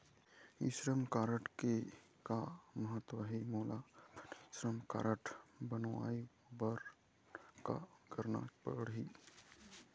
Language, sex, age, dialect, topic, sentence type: Chhattisgarhi, male, 51-55, Eastern, banking, question